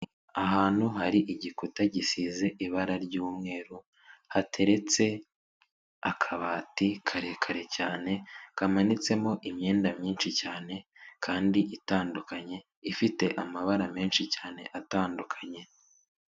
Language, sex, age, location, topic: Kinyarwanda, male, 36-49, Kigali, finance